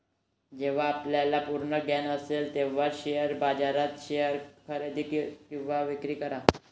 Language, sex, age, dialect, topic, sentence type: Marathi, male, 18-24, Varhadi, banking, statement